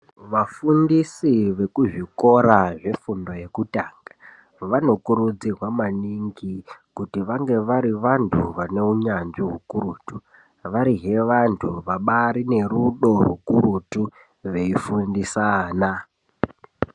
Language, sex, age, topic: Ndau, male, 18-24, education